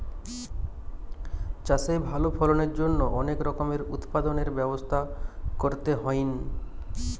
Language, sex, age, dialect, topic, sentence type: Bengali, male, 25-30, Western, agriculture, statement